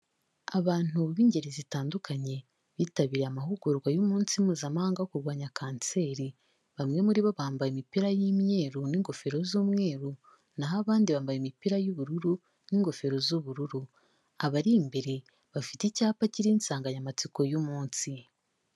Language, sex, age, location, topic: Kinyarwanda, female, 18-24, Kigali, health